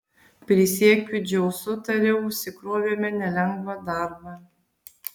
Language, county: Lithuanian, Vilnius